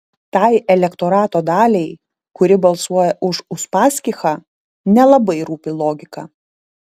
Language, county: Lithuanian, Utena